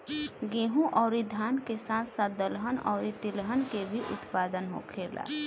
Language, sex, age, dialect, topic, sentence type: Bhojpuri, female, 25-30, Northern, agriculture, statement